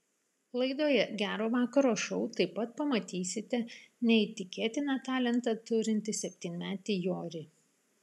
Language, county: Lithuanian, Vilnius